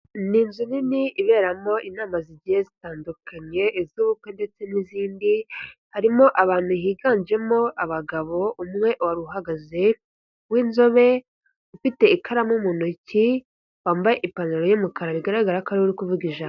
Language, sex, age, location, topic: Kinyarwanda, female, 50+, Kigali, government